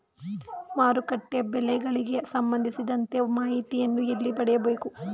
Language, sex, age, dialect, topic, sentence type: Kannada, female, 31-35, Mysore Kannada, agriculture, question